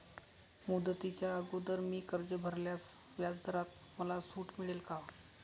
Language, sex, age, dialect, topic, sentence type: Marathi, male, 31-35, Northern Konkan, banking, question